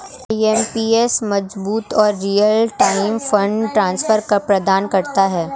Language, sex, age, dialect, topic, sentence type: Hindi, male, 18-24, Marwari Dhudhari, banking, statement